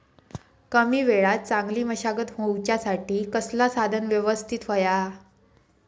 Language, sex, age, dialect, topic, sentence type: Marathi, female, 18-24, Southern Konkan, agriculture, question